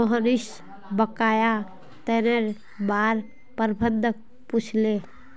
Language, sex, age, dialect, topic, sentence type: Magahi, female, 18-24, Northeastern/Surjapuri, banking, statement